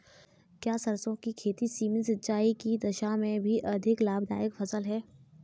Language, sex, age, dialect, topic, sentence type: Hindi, female, 18-24, Kanauji Braj Bhasha, agriculture, question